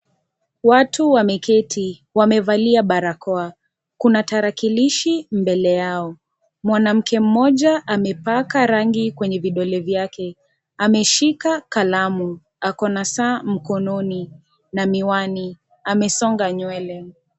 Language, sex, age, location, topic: Swahili, female, 25-35, Kisii, government